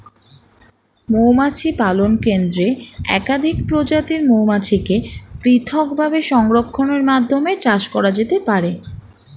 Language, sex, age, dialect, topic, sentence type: Bengali, female, 18-24, Standard Colloquial, agriculture, statement